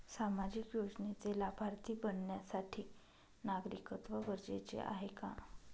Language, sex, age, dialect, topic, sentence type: Marathi, female, 31-35, Northern Konkan, banking, question